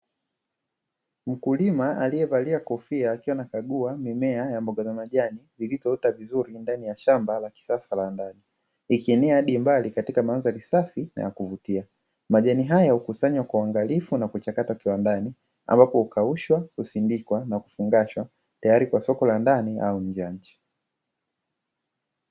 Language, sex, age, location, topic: Swahili, male, 18-24, Dar es Salaam, agriculture